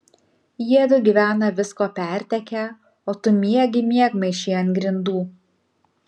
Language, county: Lithuanian, Kaunas